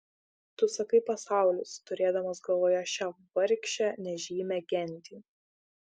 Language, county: Lithuanian, Šiauliai